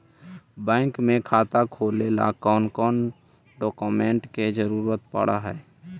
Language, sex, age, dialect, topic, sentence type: Magahi, male, 18-24, Central/Standard, banking, question